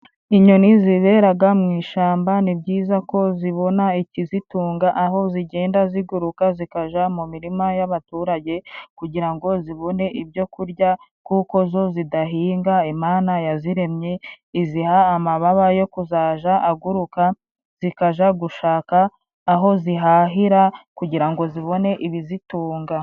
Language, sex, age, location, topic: Kinyarwanda, female, 25-35, Musanze, agriculture